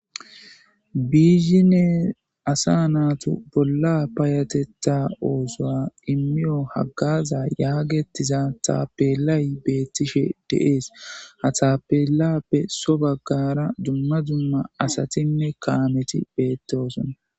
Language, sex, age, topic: Gamo, male, 25-35, government